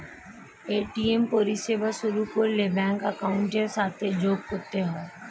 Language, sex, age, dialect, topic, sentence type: Bengali, female, 36-40, Standard Colloquial, banking, statement